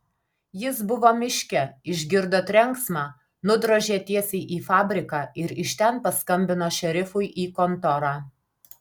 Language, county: Lithuanian, Alytus